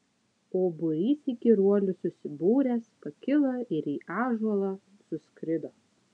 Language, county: Lithuanian, Utena